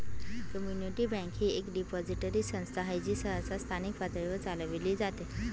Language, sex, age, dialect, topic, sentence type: Marathi, female, 25-30, Northern Konkan, banking, statement